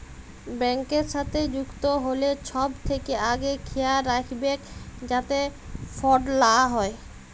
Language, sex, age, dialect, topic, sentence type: Bengali, female, 25-30, Jharkhandi, banking, statement